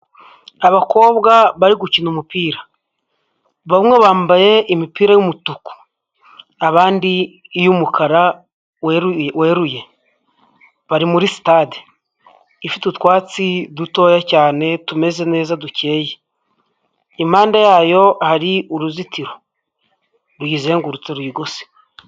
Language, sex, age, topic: Kinyarwanda, male, 25-35, government